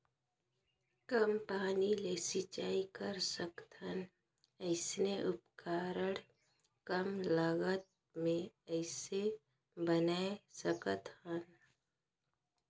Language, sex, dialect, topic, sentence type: Chhattisgarhi, female, Northern/Bhandar, agriculture, question